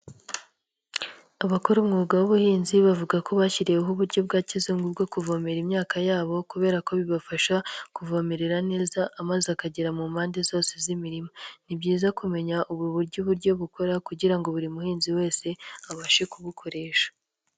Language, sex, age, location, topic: Kinyarwanda, male, 25-35, Nyagatare, agriculture